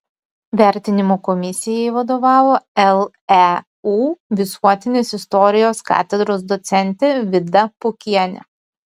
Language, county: Lithuanian, Utena